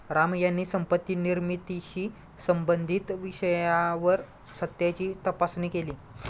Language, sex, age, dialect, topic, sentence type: Marathi, male, 25-30, Standard Marathi, banking, statement